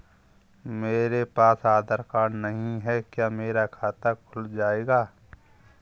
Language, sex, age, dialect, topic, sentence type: Hindi, male, 51-55, Kanauji Braj Bhasha, banking, question